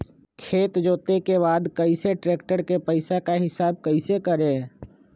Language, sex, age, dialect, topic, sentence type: Magahi, male, 25-30, Western, agriculture, question